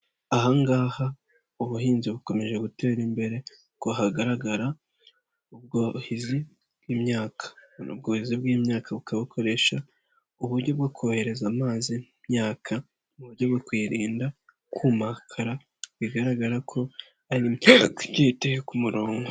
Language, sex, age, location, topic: Kinyarwanda, male, 50+, Nyagatare, agriculture